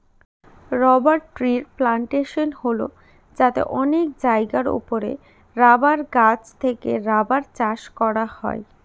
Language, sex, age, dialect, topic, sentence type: Bengali, female, 31-35, Northern/Varendri, agriculture, statement